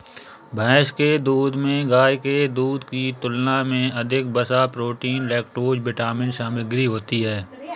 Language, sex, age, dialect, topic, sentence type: Hindi, male, 25-30, Awadhi Bundeli, agriculture, statement